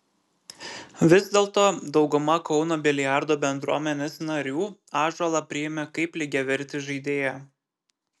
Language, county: Lithuanian, Šiauliai